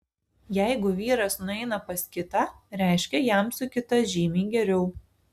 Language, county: Lithuanian, Alytus